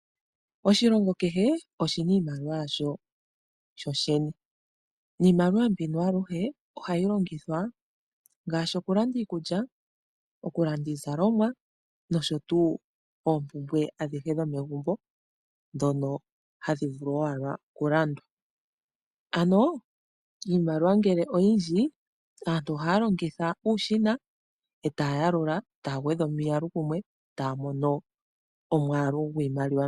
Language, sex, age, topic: Oshiwambo, female, 18-24, finance